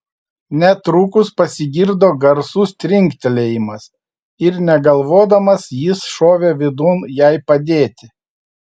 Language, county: Lithuanian, Vilnius